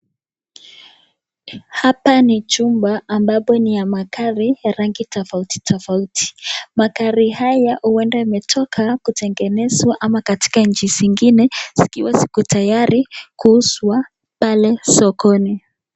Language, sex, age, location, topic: Swahili, female, 18-24, Nakuru, finance